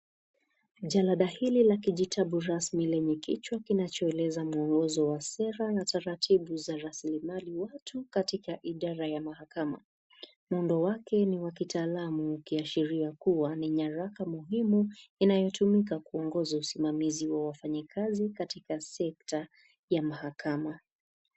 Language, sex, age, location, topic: Swahili, female, 18-24, Nakuru, government